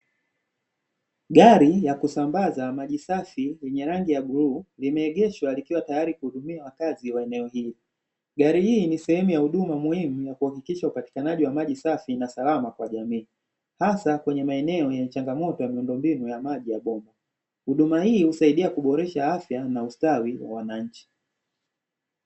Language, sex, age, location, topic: Swahili, male, 25-35, Dar es Salaam, government